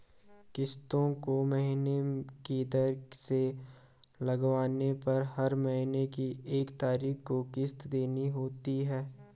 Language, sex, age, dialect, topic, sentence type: Hindi, male, 18-24, Garhwali, banking, statement